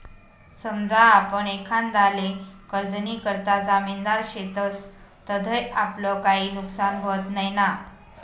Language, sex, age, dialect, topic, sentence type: Marathi, female, 18-24, Northern Konkan, banking, statement